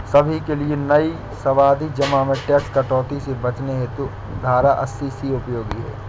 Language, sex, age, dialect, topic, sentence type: Hindi, male, 60-100, Awadhi Bundeli, banking, statement